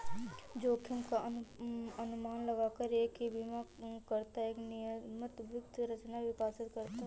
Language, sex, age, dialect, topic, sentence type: Hindi, female, 25-30, Awadhi Bundeli, banking, statement